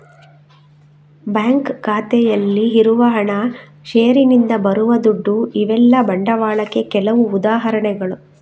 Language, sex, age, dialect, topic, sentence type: Kannada, female, 36-40, Coastal/Dakshin, banking, statement